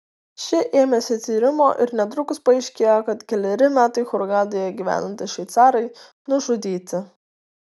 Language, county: Lithuanian, Tauragė